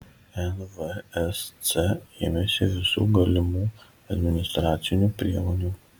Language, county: Lithuanian, Kaunas